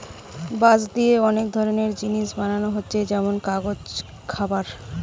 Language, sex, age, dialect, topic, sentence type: Bengali, female, 18-24, Western, agriculture, statement